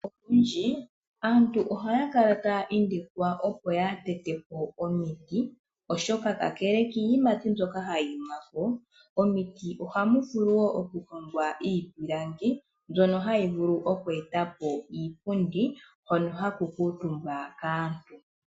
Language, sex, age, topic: Oshiwambo, female, 18-24, finance